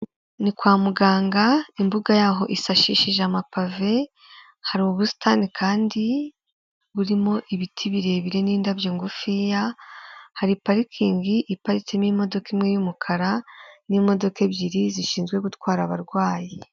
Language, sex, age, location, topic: Kinyarwanda, female, 18-24, Kigali, government